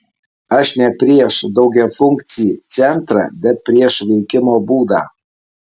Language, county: Lithuanian, Alytus